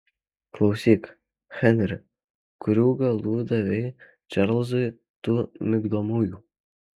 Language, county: Lithuanian, Alytus